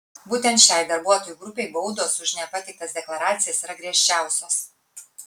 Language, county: Lithuanian, Kaunas